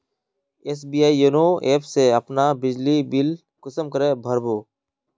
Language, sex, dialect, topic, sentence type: Magahi, male, Northeastern/Surjapuri, banking, question